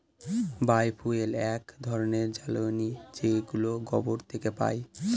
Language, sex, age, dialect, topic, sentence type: Bengali, male, 18-24, Northern/Varendri, agriculture, statement